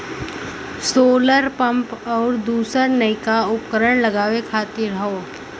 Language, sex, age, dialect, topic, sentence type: Bhojpuri, female, <18, Western, agriculture, statement